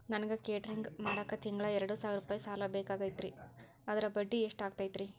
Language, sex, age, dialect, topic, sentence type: Kannada, female, 18-24, Dharwad Kannada, banking, question